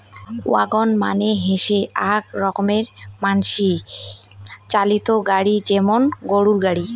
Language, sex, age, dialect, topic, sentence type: Bengali, female, 18-24, Rajbangshi, agriculture, statement